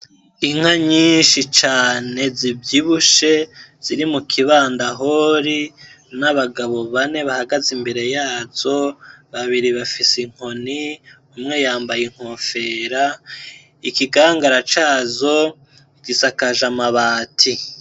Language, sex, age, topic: Rundi, male, 25-35, agriculture